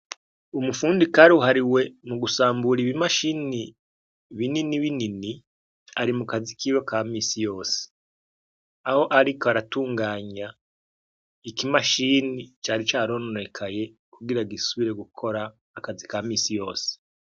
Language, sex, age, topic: Rundi, male, 36-49, education